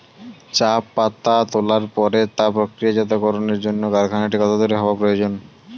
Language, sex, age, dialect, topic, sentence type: Bengali, male, 18-24, Standard Colloquial, agriculture, question